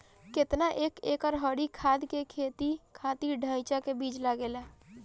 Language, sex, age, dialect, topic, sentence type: Bhojpuri, female, 18-24, Northern, agriculture, question